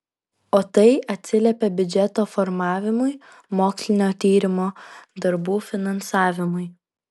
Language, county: Lithuanian, Vilnius